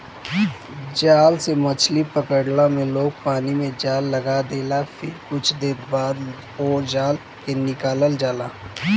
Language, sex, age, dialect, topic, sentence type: Bhojpuri, male, 25-30, Northern, agriculture, statement